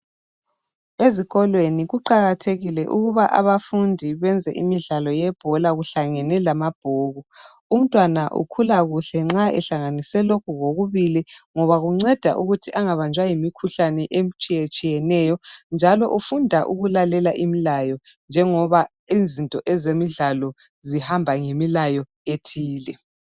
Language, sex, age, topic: North Ndebele, female, 36-49, education